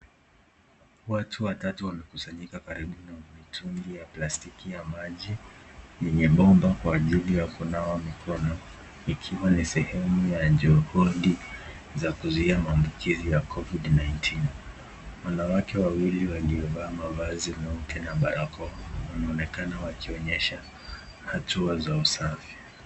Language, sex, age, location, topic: Swahili, male, 18-24, Nakuru, health